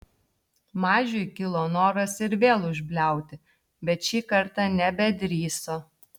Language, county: Lithuanian, Telšiai